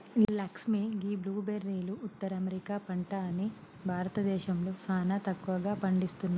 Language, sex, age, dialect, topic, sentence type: Telugu, female, 25-30, Telangana, agriculture, statement